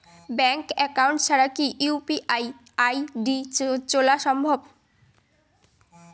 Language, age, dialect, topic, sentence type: Bengali, <18, Rajbangshi, banking, question